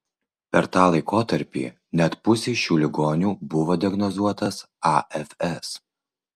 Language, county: Lithuanian, Vilnius